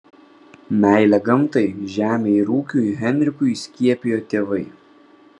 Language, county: Lithuanian, Vilnius